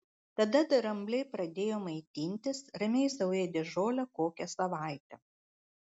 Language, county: Lithuanian, Klaipėda